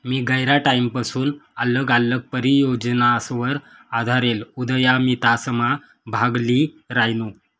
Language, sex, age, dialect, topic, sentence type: Marathi, male, 25-30, Northern Konkan, banking, statement